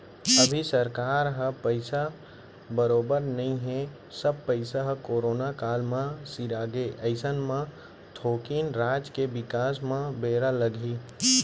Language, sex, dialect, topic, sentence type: Chhattisgarhi, male, Central, banking, statement